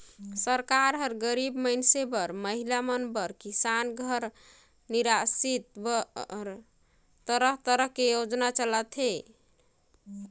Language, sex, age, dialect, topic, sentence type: Chhattisgarhi, female, 25-30, Northern/Bhandar, banking, statement